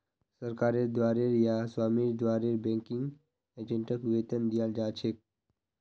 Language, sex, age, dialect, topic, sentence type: Magahi, male, 41-45, Northeastern/Surjapuri, banking, statement